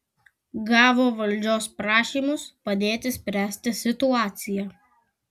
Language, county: Lithuanian, Kaunas